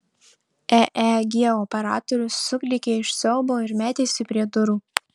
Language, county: Lithuanian, Marijampolė